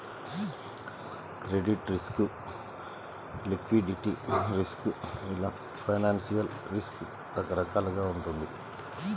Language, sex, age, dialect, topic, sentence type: Telugu, male, 36-40, Central/Coastal, banking, statement